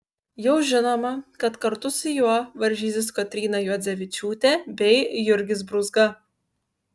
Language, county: Lithuanian, Kaunas